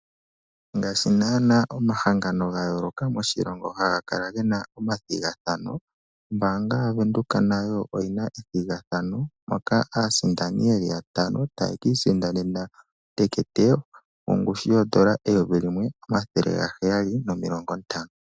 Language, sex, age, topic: Oshiwambo, male, 18-24, finance